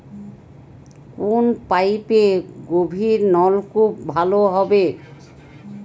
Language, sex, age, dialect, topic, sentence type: Bengali, female, 31-35, Western, agriculture, question